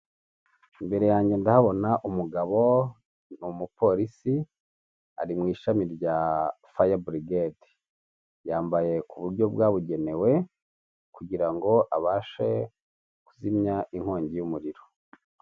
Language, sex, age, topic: Kinyarwanda, male, 18-24, government